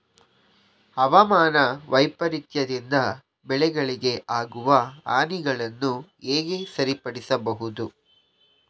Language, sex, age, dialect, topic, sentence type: Kannada, male, 18-24, Coastal/Dakshin, agriculture, question